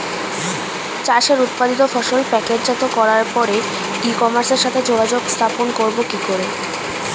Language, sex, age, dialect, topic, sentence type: Bengali, female, 18-24, Standard Colloquial, agriculture, question